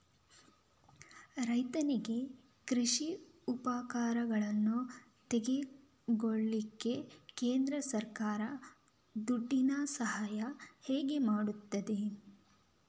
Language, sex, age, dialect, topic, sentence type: Kannada, female, 25-30, Coastal/Dakshin, agriculture, question